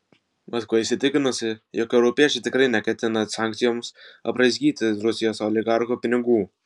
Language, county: Lithuanian, Vilnius